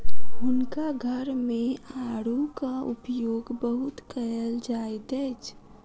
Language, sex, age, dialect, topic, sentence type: Maithili, female, 36-40, Southern/Standard, agriculture, statement